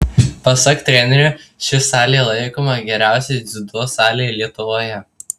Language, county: Lithuanian, Tauragė